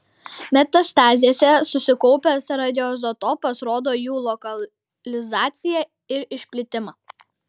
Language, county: Lithuanian, Kaunas